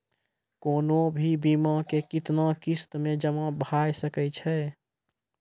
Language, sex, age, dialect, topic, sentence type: Maithili, male, 18-24, Angika, banking, question